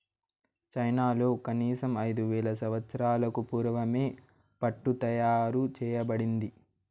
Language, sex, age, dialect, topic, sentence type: Telugu, male, 25-30, Southern, agriculture, statement